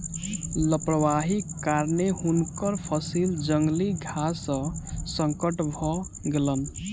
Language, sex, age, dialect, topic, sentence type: Maithili, male, 18-24, Southern/Standard, agriculture, statement